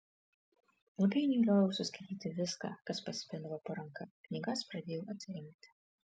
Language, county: Lithuanian, Kaunas